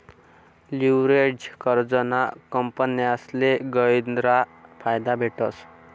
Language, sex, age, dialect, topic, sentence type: Marathi, male, 18-24, Northern Konkan, banking, statement